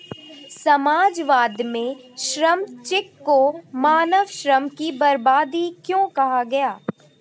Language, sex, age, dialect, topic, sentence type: Hindi, female, 18-24, Marwari Dhudhari, banking, statement